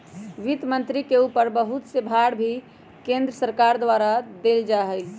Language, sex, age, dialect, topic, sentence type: Magahi, female, 25-30, Western, banking, statement